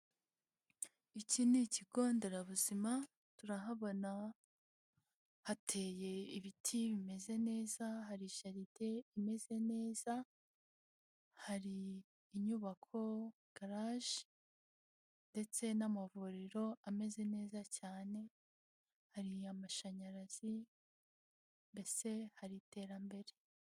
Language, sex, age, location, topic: Kinyarwanda, female, 18-24, Huye, health